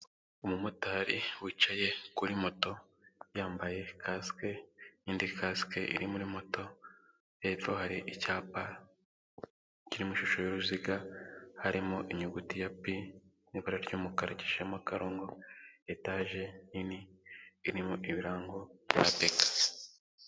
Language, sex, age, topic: Kinyarwanda, male, 18-24, government